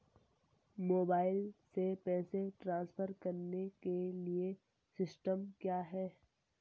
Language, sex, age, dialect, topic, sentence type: Hindi, male, 18-24, Marwari Dhudhari, banking, question